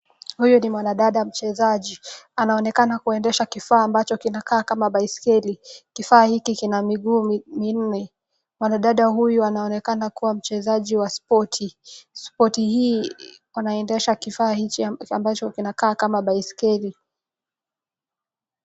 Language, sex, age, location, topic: Swahili, female, 18-24, Nakuru, education